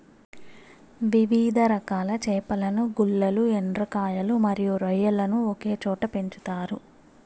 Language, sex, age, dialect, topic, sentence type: Telugu, female, 25-30, Southern, agriculture, statement